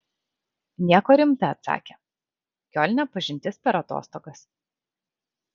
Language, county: Lithuanian, Kaunas